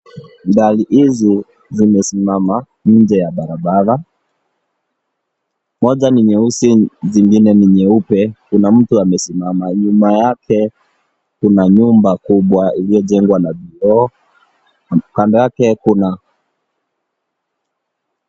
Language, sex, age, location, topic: Swahili, male, 18-24, Kisii, finance